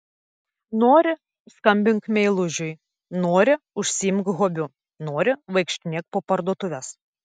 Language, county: Lithuanian, Telšiai